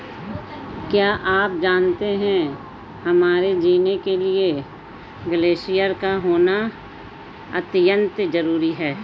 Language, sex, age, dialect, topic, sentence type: Hindi, female, 18-24, Hindustani Malvi Khadi Boli, agriculture, statement